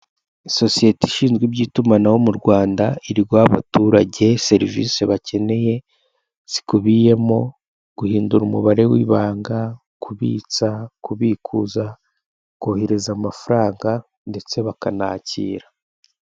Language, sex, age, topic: Kinyarwanda, male, 18-24, finance